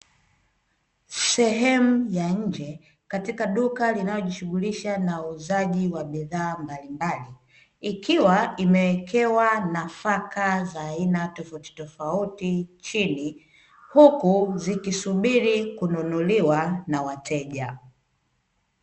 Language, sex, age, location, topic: Swahili, female, 25-35, Dar es Salaam, agriculture